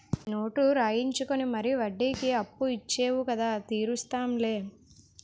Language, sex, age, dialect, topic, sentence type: Telugu, female, 18-24, Utterandhra, banking, statement